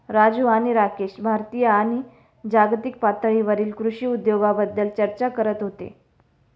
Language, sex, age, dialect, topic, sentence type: Marathi, female, 36-40, Standard Marathi, agriculture, statement